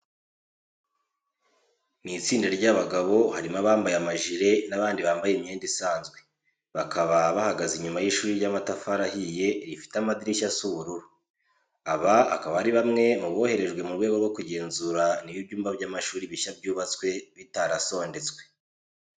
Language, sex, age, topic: Kinyarwanda, male, 18-24, education